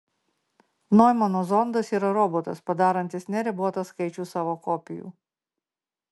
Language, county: Lithuanian, Marijampolė